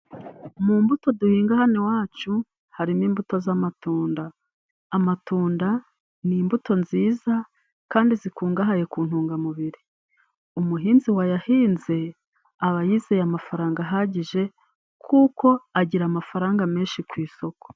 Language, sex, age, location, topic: Kinyarwanda, female, 36-49, Musanze, agriculture